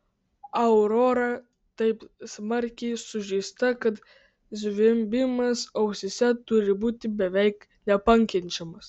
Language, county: Lithuanian, Vilnius